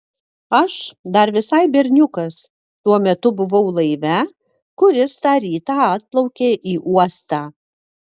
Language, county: Lithuanian, Utena